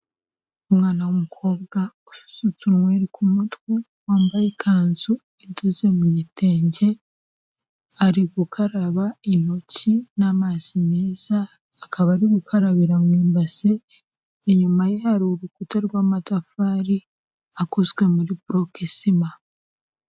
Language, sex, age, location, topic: Kinyarwanda, female, 25-35, Kigali, health